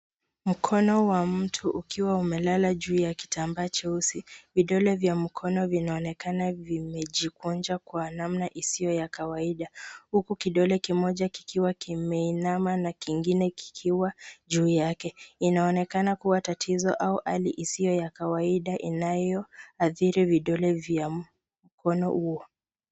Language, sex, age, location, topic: Swahili, female, 25-35, Nairobi, health